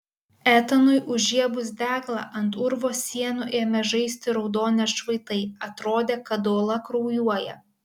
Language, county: Lithuanian, Kaunas